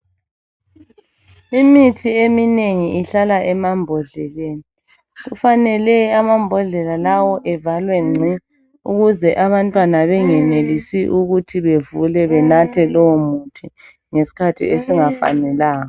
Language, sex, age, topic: North Ndebele, female, 50+, health